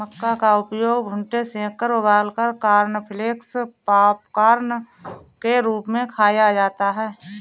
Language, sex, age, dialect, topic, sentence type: Hindi, female, 41-45, Kanauji Braj Bhasha, agriculture, statement